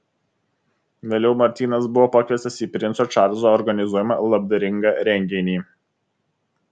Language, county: Lithuanian, Vilnius